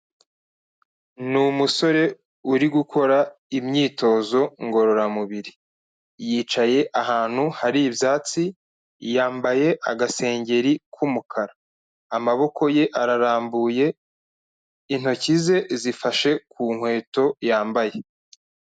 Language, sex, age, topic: Kinyarwanda, male, 25-35, health